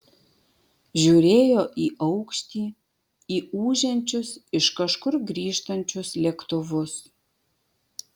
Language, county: Lithuanian, Vilnius